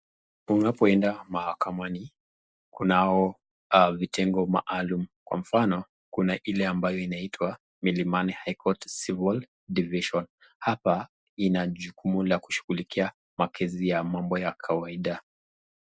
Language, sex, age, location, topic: Swahili, male, 25-35, Nakuru, government